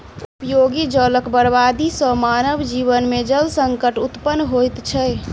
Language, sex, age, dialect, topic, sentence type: Maithili, female, 25-30, Southern/Standard, agriculture, statement